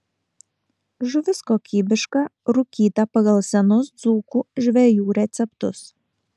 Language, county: Lithuanian, Kaunas